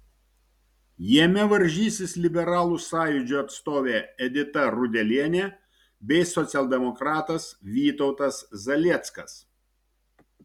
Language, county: Lithuanian, Šiauliai